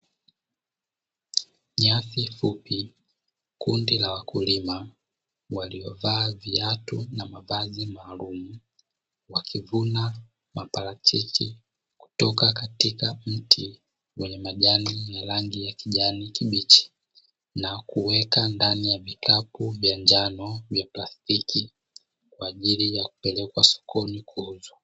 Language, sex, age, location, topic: Swahili, male, 25-35, Dar es Salaam, agriculture